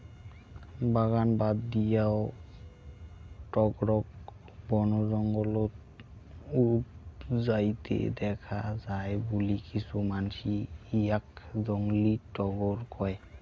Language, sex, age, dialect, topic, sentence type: Bengali, male, 60-100, Rajbangshi, agriculture, statement